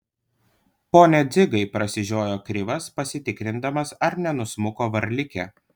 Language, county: Lithuanian, Panevėžys